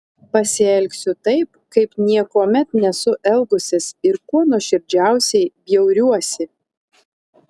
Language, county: Lithuanian, Telšiai